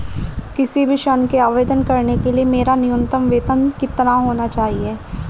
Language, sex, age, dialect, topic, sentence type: Hindi, male, 25-30, Marwari Dhudhari, banking, question